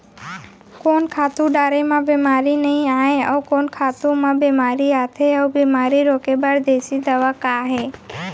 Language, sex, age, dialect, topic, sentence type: Chhattisgarhi, female, 18-24, Central, agriculture, question